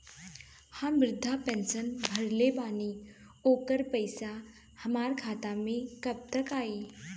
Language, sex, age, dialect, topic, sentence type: Bhojpuri, female, 25-30, Northern, banking, question